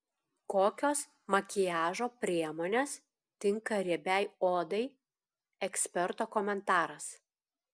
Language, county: Lithuanian, Klaipėda